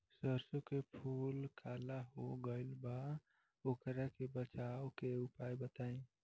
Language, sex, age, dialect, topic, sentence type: Bhojpuri, female, 18-24, Southern / Standard, agriculture, question